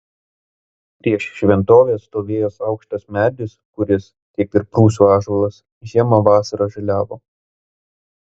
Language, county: Lithuanian, Vilnius